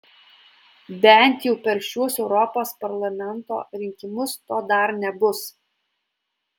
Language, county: Lithuanian, Alytus